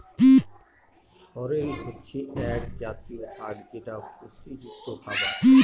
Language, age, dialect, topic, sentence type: Bengali, 60-100, Northern/Varendri, agriculture, statement